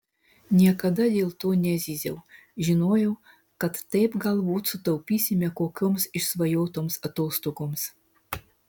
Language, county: Lithuanian, Marijampolė